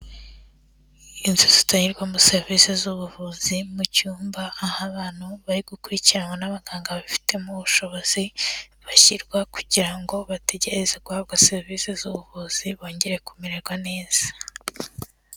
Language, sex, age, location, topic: Kinyarwanda, female, 18-24, Kigali, health